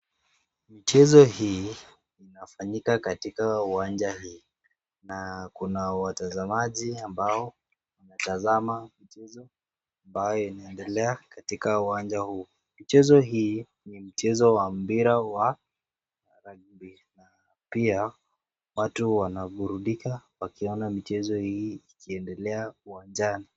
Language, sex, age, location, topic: Swahili, male, 25-35, Nakuru, government